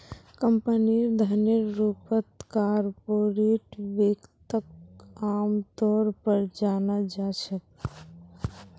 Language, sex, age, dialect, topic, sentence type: Magahi, female, 51-55, Northeastern/Surjapuri, banking, statement